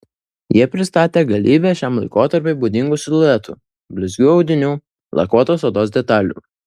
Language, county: Lithuanian, Vilnius